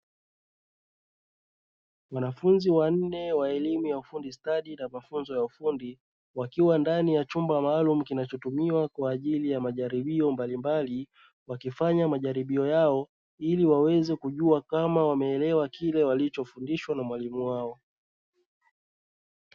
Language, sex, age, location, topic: Swahili, male, 25-35, Dar es Salaam, education